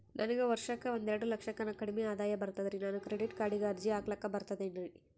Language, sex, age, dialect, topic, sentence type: Kannada, female, 18-24, Northeastern, banking, question